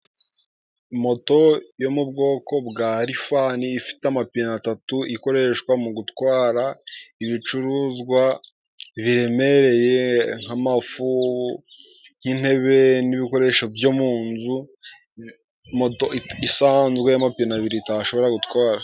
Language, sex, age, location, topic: Kinyarwanda, male, 18-24, Musanze, government